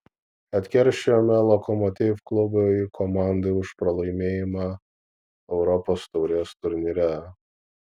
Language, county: Lithuanian, Vilnius